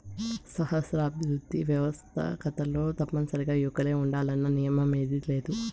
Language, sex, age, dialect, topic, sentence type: Telugu, female, 18-24, Southern, banking, statement